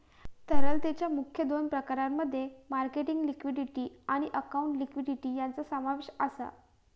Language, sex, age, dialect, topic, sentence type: Marathi, female, 18-24, Southern Konkan, banking, statement